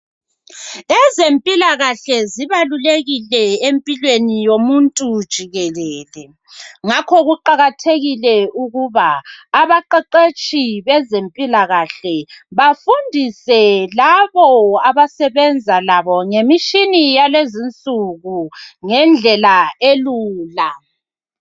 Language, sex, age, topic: North Ndebele, female, 36-49, health